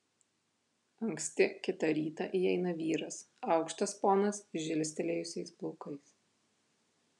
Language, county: Lithuanian, Vilnius